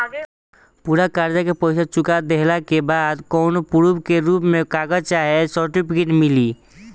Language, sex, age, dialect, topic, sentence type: Bhojpuri, male, 18-24, Southern / Standard, banking, question